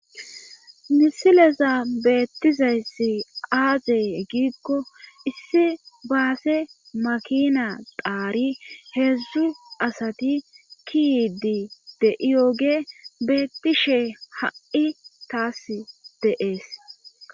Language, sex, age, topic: Gamo, female, 25-35, government